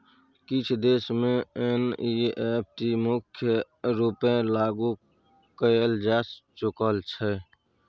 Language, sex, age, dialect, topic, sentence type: Maithili, male, 31-35, Bajjika, banking, statement